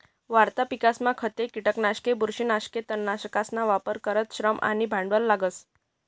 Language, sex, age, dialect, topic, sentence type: Marathi, female, 51-55, Northern Konkan, agriculture, statement